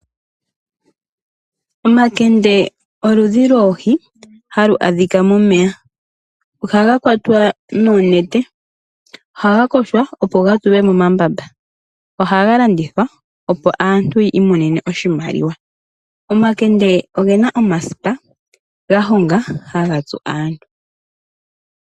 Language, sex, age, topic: Oshiwambo, female, 25-35, agriculture